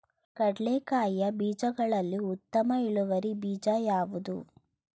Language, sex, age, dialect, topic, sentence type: Kannada, female, 18-24, Mysore Kannada, agriculture, question